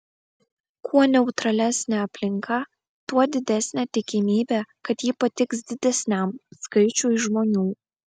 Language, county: Lithuanian, Vilnius